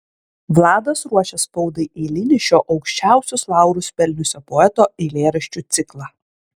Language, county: Lithuanian, Klaipėda